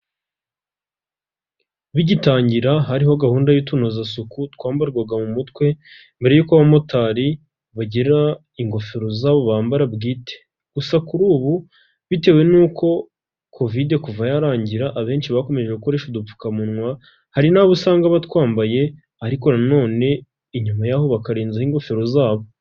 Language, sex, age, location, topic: Kinyarwanda, male, 18-24, Huye, finance